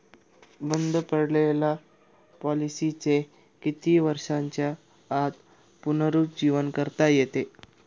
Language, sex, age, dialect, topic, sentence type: Marathi, male, 25-30, Standard Marathi, banking, question